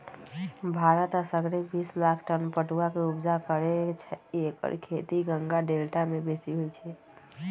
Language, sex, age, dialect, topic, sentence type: Magahi, female, 18-24, Western, agriculture, statement